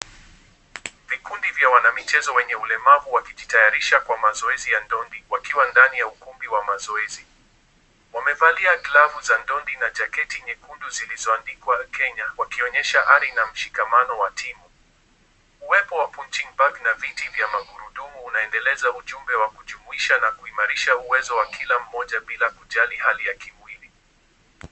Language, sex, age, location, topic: Swahili, male, 18-24, Kisumu, education